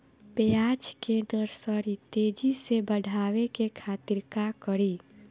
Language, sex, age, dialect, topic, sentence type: Bhojpuri, female, 18-24, Northern, agriculture, question